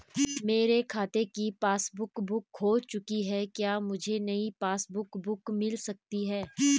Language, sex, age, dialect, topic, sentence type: Hindi, female, 25-30, Garhwali, banking, question